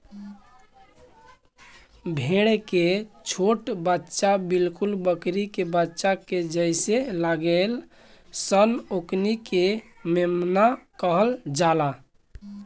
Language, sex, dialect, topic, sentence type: Bhojpuri, male, Southern / Standard, agriculture, statement